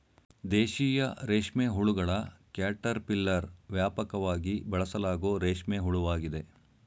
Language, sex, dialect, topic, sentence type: Kannada, male, Mysore Kannada, agriculture, statement